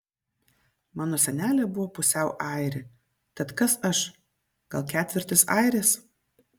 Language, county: Lithuanian, Vilnius